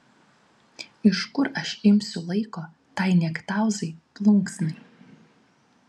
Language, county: Lithuanian, Klaipėda